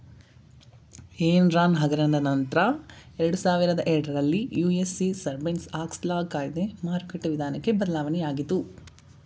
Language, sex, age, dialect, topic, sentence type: Kannada, male, 18-24, Mysore Kannada, banking, statement